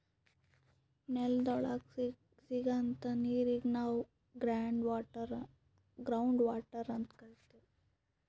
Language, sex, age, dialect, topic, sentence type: Kannada, female, 25-30, Northeastern, agriculture, statement